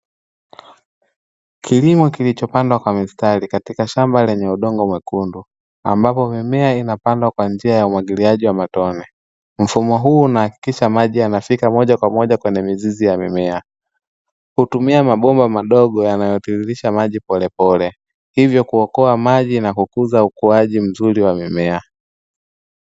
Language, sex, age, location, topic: Swahili, male, 25-35, Dar es Salaam, agriculture